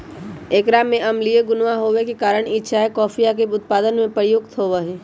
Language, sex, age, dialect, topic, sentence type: Magahi, male, 18-24, Western, agriculture, statement